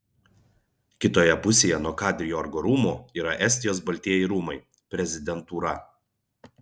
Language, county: Lithuanian, Vilnius